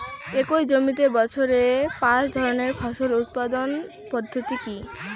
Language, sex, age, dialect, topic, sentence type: Bengali, female, 18-24, Rajbangshi, agriculture, question